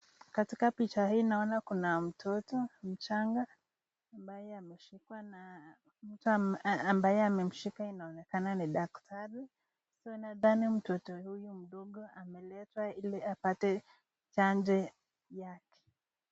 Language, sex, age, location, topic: Swahili, female, 50+, Nakuru, health